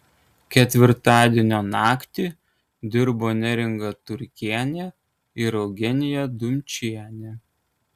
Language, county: Lithuanian, Kaunas